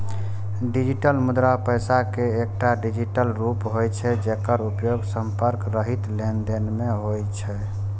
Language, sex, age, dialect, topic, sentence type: Maithili, male, 18-24, Eastern / Thethi, banking, statement